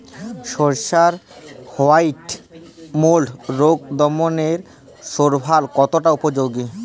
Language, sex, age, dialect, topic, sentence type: Bengali, male, 18-24, Jharkhandi, agriculture, question